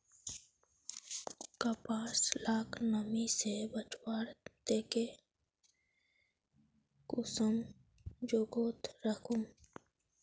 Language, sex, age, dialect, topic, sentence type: Magahi, female, 25-30, Northeastern/Surjapuri, agriculture, question